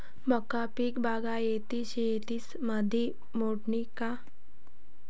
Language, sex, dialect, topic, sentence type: Marathi, female, Varhadi, agriculture, question